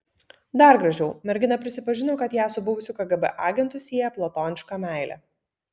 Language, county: Lithuanian, Vilnius